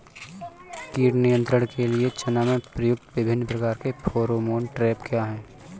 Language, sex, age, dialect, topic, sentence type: Hindi, male, 31-35, Awadhi Bundeli, agriculture, question